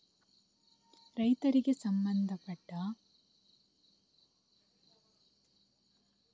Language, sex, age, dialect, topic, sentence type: Kannada, female, 18-24, Coastal/Dakshin, agriculture, question